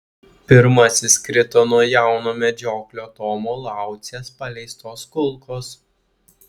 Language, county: Lithuanian, Klaipėda